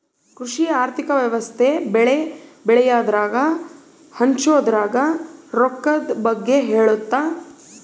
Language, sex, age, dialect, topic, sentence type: Kannada, female, 31-35, Central, banking, statement